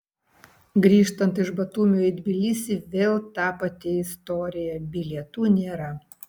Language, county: Lithuanian, Vilnius